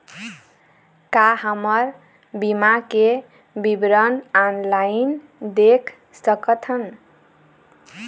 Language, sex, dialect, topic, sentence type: Chhattisgarhi, female, Eastern, banking, question